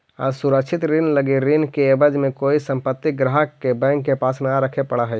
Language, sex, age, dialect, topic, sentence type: Magahi, male, 25-30, Central/Standard, banking, statement